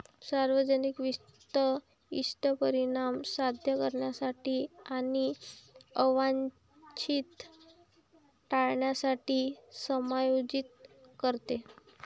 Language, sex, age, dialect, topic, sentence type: Marathi, female, 18-24, Varhadi, banking, statement